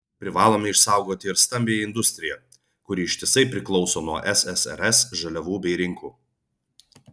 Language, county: Lithuanian, Vilnius